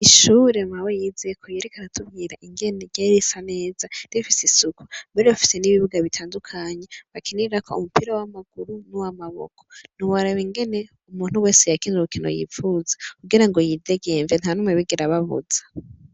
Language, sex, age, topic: Rundi, female, 18-24, education